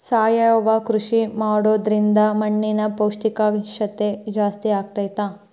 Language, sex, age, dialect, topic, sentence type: Kannada, female, 18-24, Central, agriculture, question